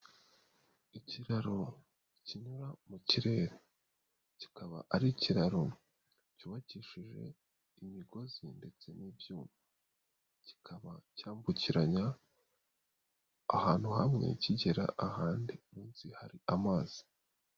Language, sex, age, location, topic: Kinyarwanda, male, 18-24, Nyagatare, government